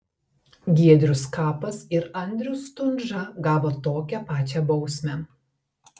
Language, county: Lithuanian, Telšiai